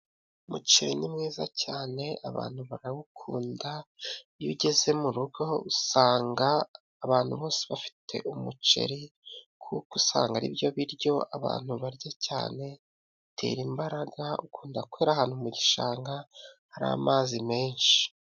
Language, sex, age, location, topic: Kinyarwanda, male, 25-35, Musanze, agriculture